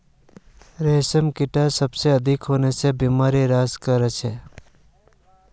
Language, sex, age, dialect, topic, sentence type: Magahi, male, 31-35, Northeastern/Surjapuri, agriculture, statement